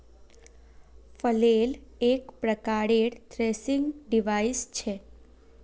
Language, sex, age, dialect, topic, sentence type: Magahi, female, 18-24, Northeastern/Surjapuri, agriculture, statement